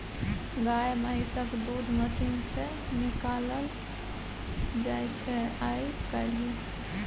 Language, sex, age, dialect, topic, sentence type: Maithili, female, 51-55, Bajjika, agriculture, statement